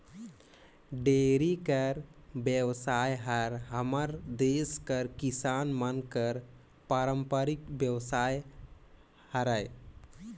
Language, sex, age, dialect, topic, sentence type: Chhattisgarhi, male, 18-24, Northern/Bhandar, agriculture, statement